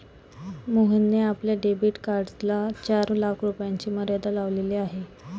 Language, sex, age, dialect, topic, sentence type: Marathi, female, 18-24, Standard Marathi, banking, statement